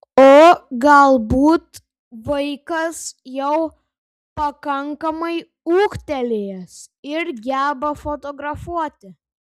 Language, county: Lithuanian, Šiauliai